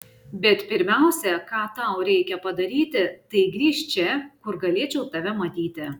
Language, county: Lithuanian, Šiauliai